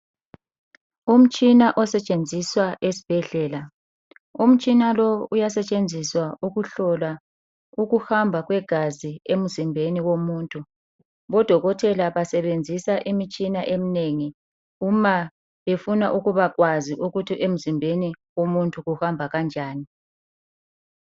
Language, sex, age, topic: North Ndebele, female, 50+, health